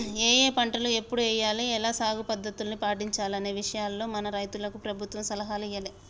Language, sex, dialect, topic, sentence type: Telugu, male, Telangana, agriculture, statement